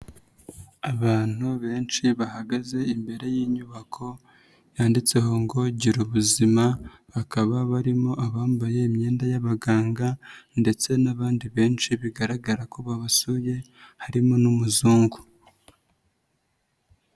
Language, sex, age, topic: Kinyarwanda, female, 36-49, health